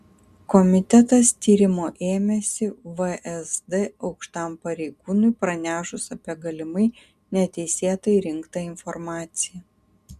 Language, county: Lithuanian, Kaunas